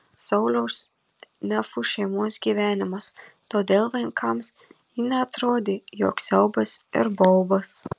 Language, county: Lithuanian, Marijampolė